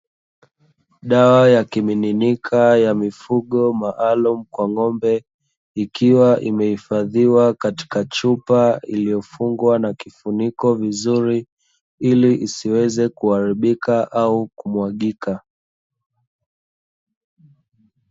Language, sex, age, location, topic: Swahili, male, 25-35, Dar es Salaam, agriculture